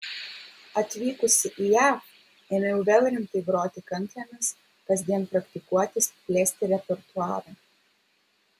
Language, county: Lithuanian, Vilnius